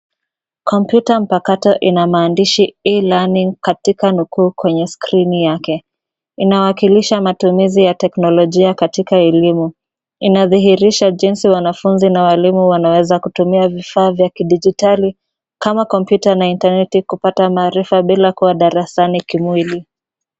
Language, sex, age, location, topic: Swahili, female, 25-35, Nairobi, education